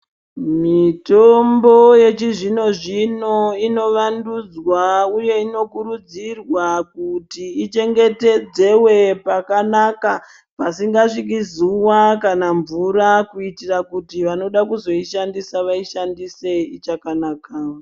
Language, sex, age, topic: Ndau, male, 36-49, health